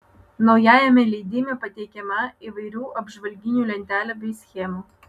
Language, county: Lithuanian, Vilnius